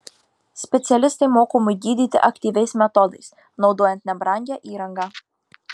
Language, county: Lithuanian, Marijampolė